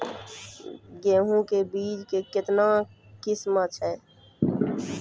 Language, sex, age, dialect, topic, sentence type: Maithili, female, 36-40, Angika, agriculture, question